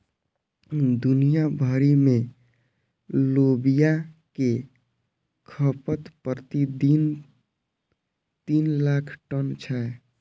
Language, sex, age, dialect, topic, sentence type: Maithili, male, 25-30, Eastern / Thethi, agriculture, statement